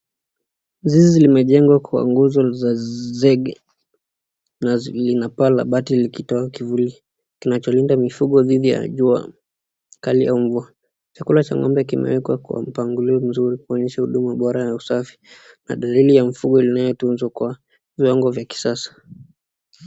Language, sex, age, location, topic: Swahili, female, 36-49, Nakuru, agriculture